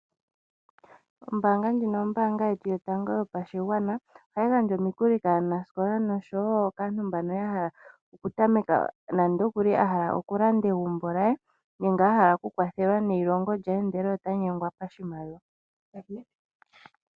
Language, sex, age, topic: Oshiwambo, male, 25-35, finance